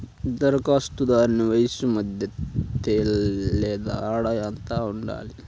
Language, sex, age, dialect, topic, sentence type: Telugu, male, 18-24, Central/Coastal, banking, question